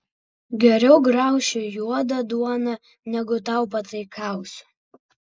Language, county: Lithuanian, Vilnius